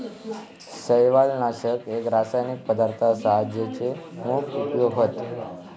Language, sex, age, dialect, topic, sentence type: Marathi, male, 18-24, Southern Konkan, agriculture, statement